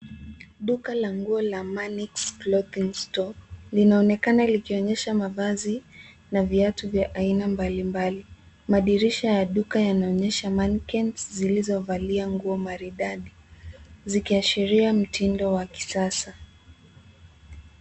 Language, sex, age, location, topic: Swahili, female, 18-24, Nairobi, finance